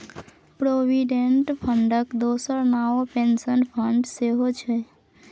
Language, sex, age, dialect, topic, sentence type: Maithili, female, 41-45, Bajjika, banking, statement